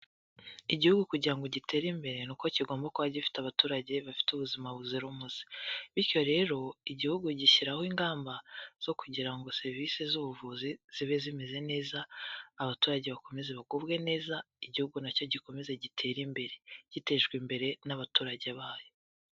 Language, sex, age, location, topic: Kinyarwanda, female, 18-24, Kigali, health